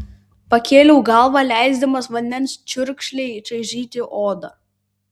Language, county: Lithuanian, Vilnius